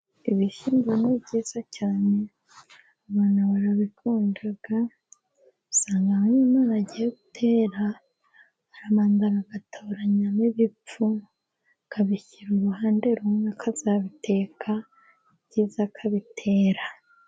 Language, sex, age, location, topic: Kinyarwanda, female, 25-35, Musanze, agriculture